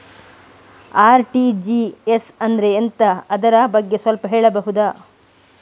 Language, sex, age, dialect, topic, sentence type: Kannada, female, 18-24, Coastal/Dakshin, banking, question